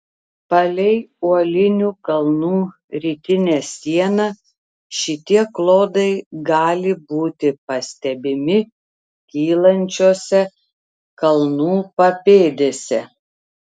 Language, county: Lithuanian, Telšiai